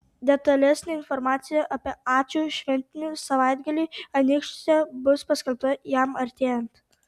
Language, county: Lithuanian, Tauragė